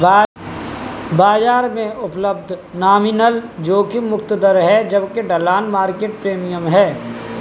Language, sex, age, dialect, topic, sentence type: Hindi, male, 18-24, Kanauji Braj Bhasha, banking, statement